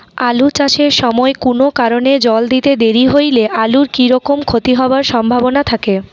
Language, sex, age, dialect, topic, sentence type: Bengali, female, 41-45, Rajbangshi, agriculture, question